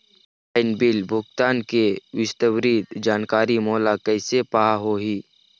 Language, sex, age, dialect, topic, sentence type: Chhattisgarhi, male, 60-100, Eastern, banking, question